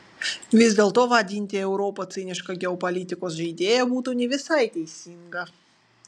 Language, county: Lithuanian, Vilnius